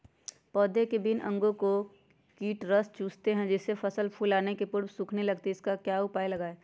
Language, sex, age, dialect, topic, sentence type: Magahi, female, 31-35, Western, agriculture, question